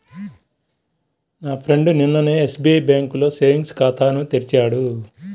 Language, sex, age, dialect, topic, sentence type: Telugu, female, 31-35, Central/Coastal, banking, statement